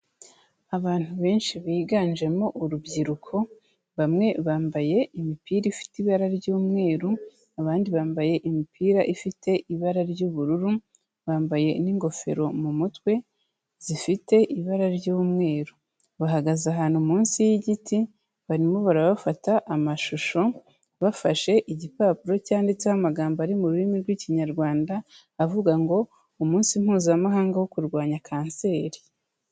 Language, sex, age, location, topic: Kinyarwanda, female, 25-35, Kigali, health